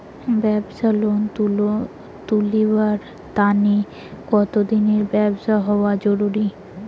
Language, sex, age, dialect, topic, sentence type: Bengali, female, 18-24, Rajbangshi, banking, question